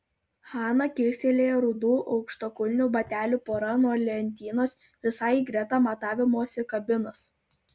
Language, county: Lithuanian, Klaipėda